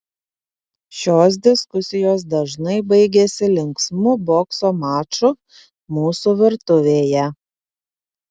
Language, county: Lithuanian, Panevėžys